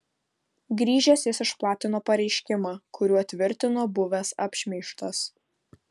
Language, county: Lithuanian, Vilnius